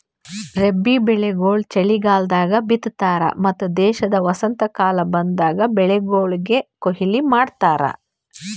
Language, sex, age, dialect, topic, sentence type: Kannada, female, 41-45, Northeastern, agriculture, statement